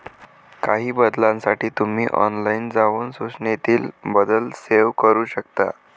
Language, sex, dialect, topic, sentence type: Marathi, male, Varhadi, banking, statement